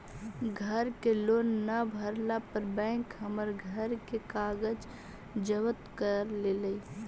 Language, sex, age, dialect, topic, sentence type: Magahi, female, 18-24, Central/Standard, banking, statement